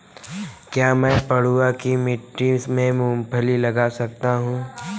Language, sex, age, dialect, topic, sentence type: Hindi, male, 36-40, Awadhi Bundeli, agriculture, question